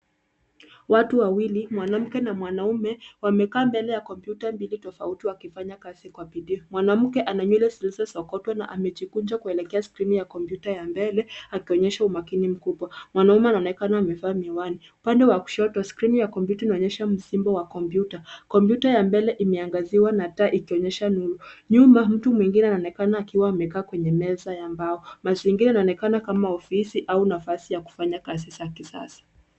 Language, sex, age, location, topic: Swahili, female, 18-24, Nairobi, education